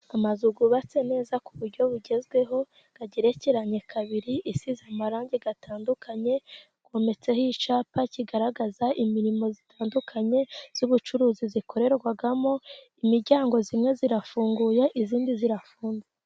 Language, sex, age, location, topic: Kinyarwanda, female, 25-35, Musanze, finance